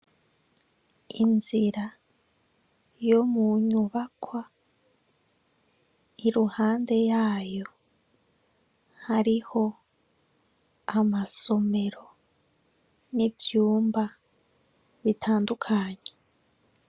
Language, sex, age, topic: Rundi, female, 25-35, education